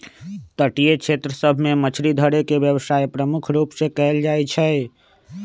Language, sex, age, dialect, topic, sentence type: Magahi, male, 25-30, Western, agriculture, statement